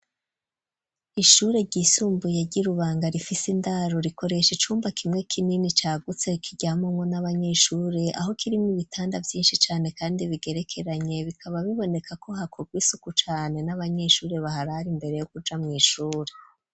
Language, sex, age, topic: Rundi, female, 36-49, education